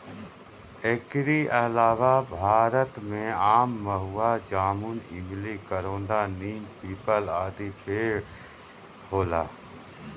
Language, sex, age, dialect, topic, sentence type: Bhojpuri, male, 41-45, Northern, agriculture, statement